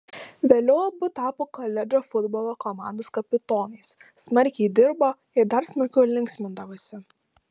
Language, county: Lithuanian, Panevėžys